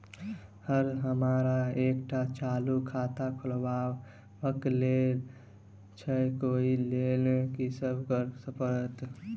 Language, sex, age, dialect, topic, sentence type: Maithili, male, 18-24, Southern/Standard, banking, question